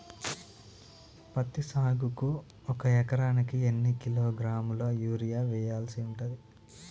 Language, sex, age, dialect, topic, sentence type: Telugu, male, 25-30, Telangana, agriculture, question